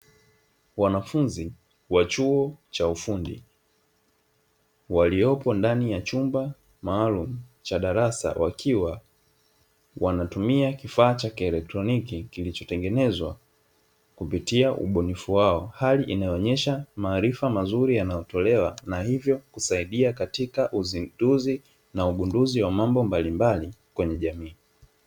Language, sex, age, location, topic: Swahili, male, 25-35, Dar es Salaam, education